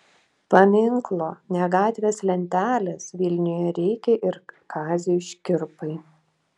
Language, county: Lithuanian, Šiauliai